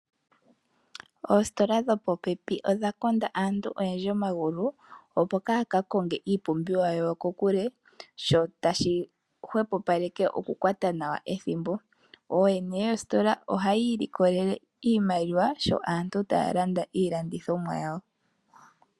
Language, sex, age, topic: Oshiwambo, female, 25-35, finance